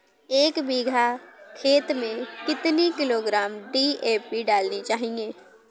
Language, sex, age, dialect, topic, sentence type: Hindi, female, 18-24, Awadhi Bundeli, agriculture, question